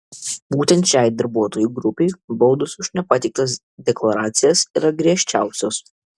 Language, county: Lithuanian, Vilnius